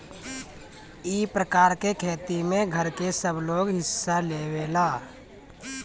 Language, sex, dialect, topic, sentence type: Bhojpuri, male, Northern, agriculture, statement